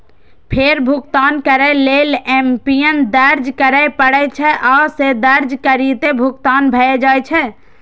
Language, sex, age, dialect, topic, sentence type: Maithili, female, 18-24, Eastern / Thethi, banking, statement